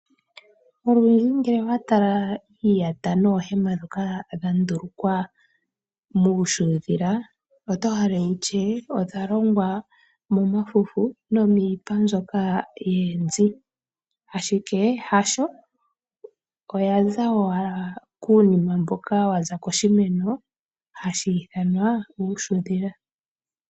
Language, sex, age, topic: Oshiwambo, female, 25-35, agriculture